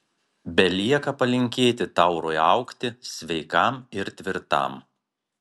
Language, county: Lithuanian, Marijampolė